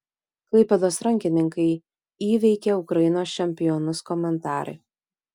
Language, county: Lithuanian, Vilnius